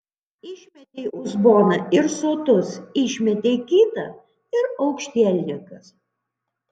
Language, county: Lithuanian, Panevėžys